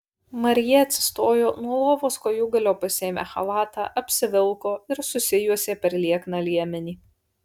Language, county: Lithuanian, Kaunas